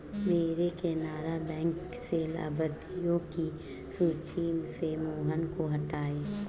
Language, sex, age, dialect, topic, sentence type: Hindi, female, 18-24, Awadhi Bundeli, banking, statement